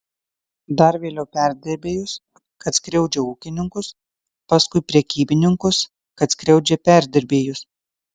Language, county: Lithuanian, Kaunas